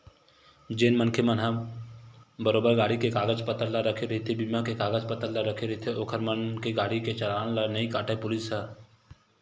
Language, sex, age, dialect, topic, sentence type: Chhattisgarhi, male, 18-24, Western/Budati/Khatahi, banking, statement